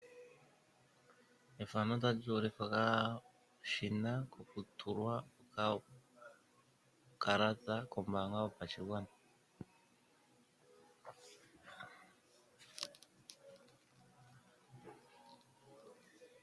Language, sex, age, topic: Oshiwambo, male, 36-49, finance